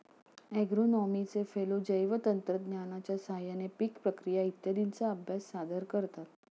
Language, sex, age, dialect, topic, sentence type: Marathi, female, 41-45, Standard Marathi, agriculture, statement